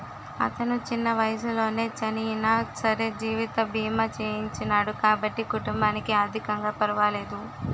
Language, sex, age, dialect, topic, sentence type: Telugu, female, 18-24, Utterandhra, banking, statement